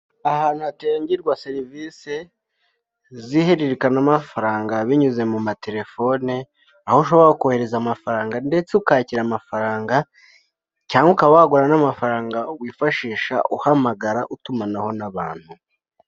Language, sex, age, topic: Kinyarwanda, male, 25-35, finance